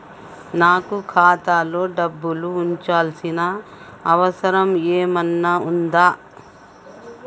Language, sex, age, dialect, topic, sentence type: Telugu, male, 36-40, Telangana, banking, question